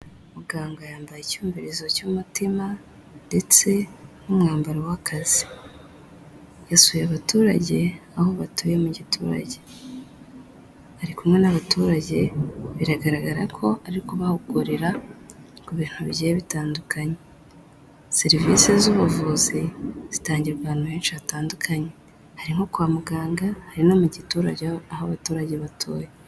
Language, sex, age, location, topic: Kinyarwanda, female, 18-24, Kigali, health